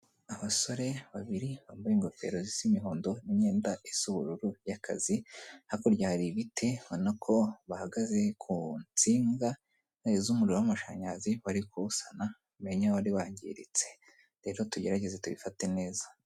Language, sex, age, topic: Kinyarwanda, male, 25-35, government